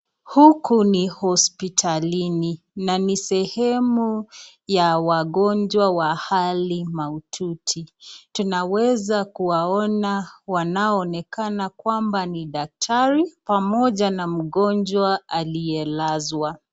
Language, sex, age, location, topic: Swahili, female, 25-35, Nakuru, health